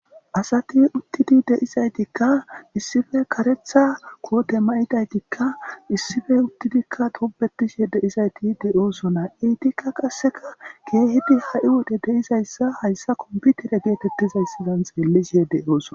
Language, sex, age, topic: Gamo, male, 18-24, government